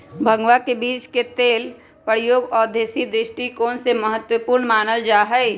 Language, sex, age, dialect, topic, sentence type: Magahi, female, 25-30, Western, agriculture, statement